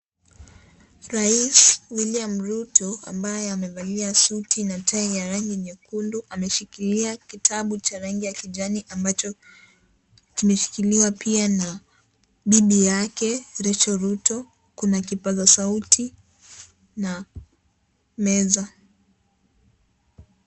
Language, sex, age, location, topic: Swahili, female, 18-24, Kisii, government